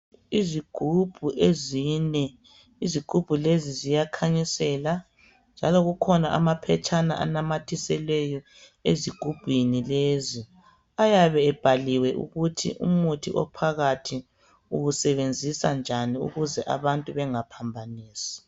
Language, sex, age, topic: North Ndebele, female, 25-35, health